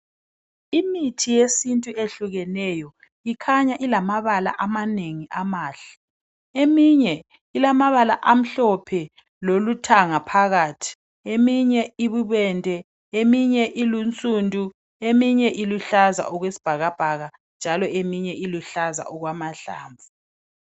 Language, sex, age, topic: North Ndebele, male, 36-49, health